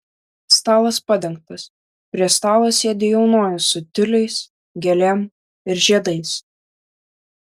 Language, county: Lithuanian, Vilnius